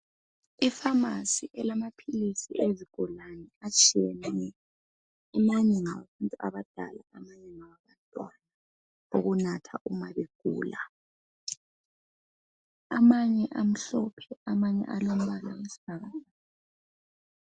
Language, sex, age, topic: North Ndebele, male, 25-35, health